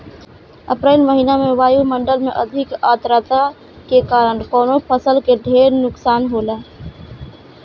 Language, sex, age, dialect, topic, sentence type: Bhojpuri, female, 18-24, Northern, agriculture, question